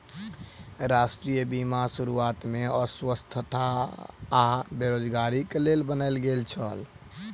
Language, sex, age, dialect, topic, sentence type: Maithili, male, 18-24, Southern/Standard, banking, statement